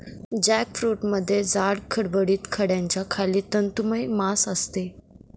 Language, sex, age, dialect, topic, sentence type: Marathi, female, 18-24, Northern Konkan, agriculture, statement